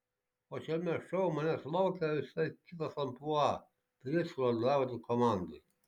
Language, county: Lithuanian, Šiauliai